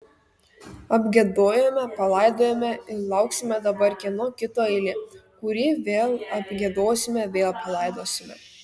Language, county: Lithuanian, Kaunas